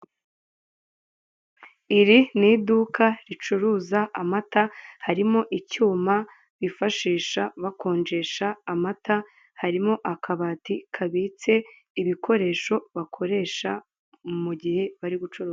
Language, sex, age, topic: Kinyarwanda, female, 18-24, finance